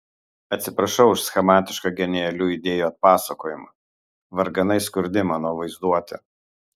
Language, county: Lithuanian, Kaunas